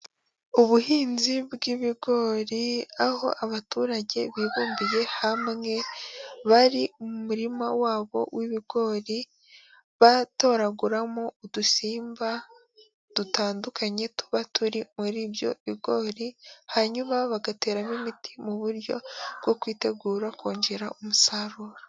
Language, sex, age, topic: Kinyarwanda, female, 18-24, agriculture